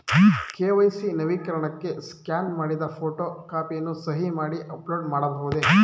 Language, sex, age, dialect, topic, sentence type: Kannada, male, 25-30, Mysore Kannada, banking, question